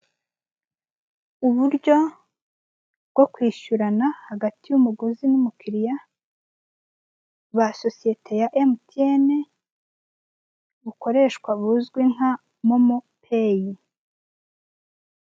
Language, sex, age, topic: Kinyarwanda, female, 25-35, finance